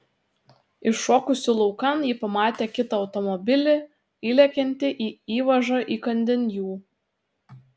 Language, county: Lithuanian, Utena